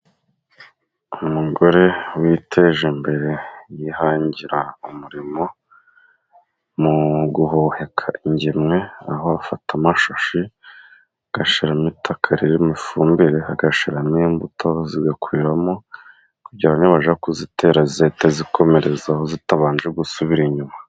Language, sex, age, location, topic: Kinyarwanda, male, 25-35, Musanze, agriculture